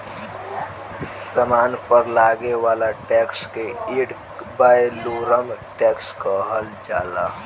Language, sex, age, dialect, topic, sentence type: Bhojpuri, male, <18, Southern / Standard, banking, statement